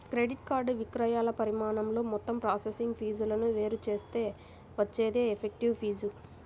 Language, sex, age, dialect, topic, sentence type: Telugu, female, 18-24, Central/Coastal, banking, statement